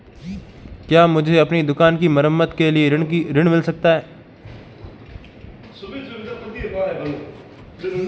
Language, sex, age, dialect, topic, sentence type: Hindi, male, 18-24, Marwari Dhudhari, banking, question